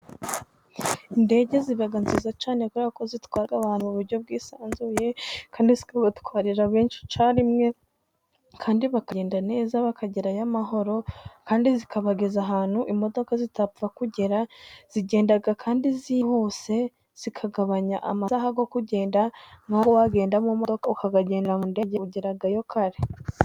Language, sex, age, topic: Kinyarwanda, female, 18-24, government